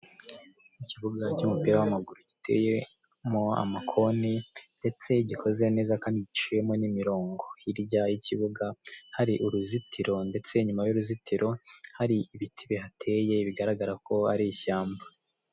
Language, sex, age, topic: Kinyarwanda, male, 18-24, government